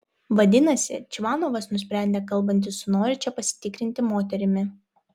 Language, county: Lithuanian, Vilnius